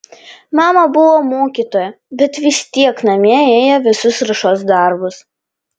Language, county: Lithuanian, Panevėžys